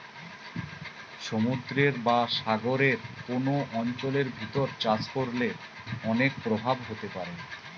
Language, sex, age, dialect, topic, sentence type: Bengali, male, 36-40, Western, agriculture, statement